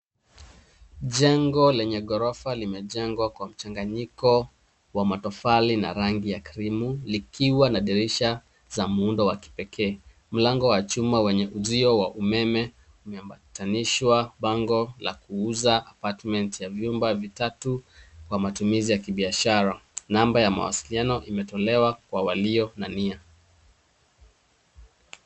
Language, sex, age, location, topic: Swahili, male, 36-49, Nairobi, finance